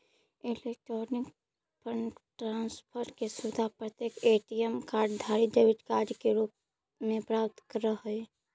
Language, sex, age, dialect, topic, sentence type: Magahi, female, 25-30, Central/Standard, banking, statement